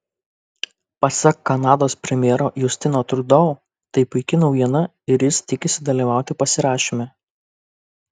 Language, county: Lithuanian, Kaunas